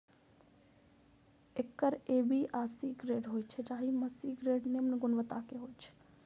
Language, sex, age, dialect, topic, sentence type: Maithili, female, 25-30, Eastern / Thethi, agriculture, statement